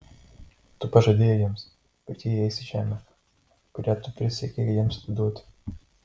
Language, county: Lithuanian, Marijampolė